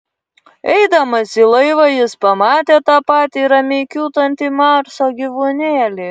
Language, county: Lithuanian, Utena